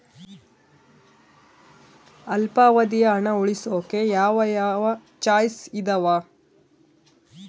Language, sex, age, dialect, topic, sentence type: Kannada, female, 36-40, Central, banking, question